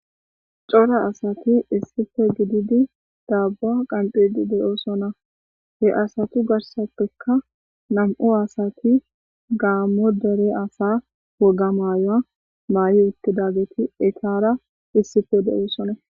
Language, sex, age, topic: Gamo, female, 25-35, government